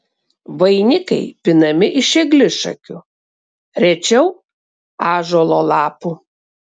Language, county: Lithuanian, Kaunas